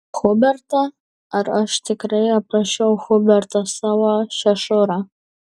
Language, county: Lithuanian, Kaunas